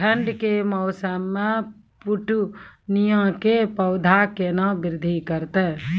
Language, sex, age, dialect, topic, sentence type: Maithili, female, 41-45, Angika, agriculture, question